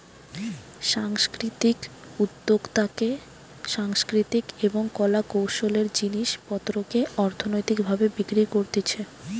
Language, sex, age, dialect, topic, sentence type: Bengali, female, 18-24, Western, banking, statement